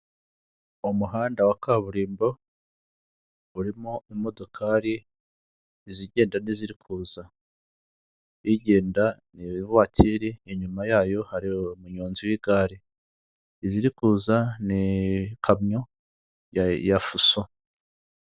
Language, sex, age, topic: Kinyarwanda, male, 50+, government